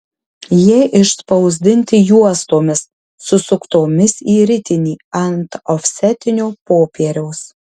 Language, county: Lithuanian, Marijampolė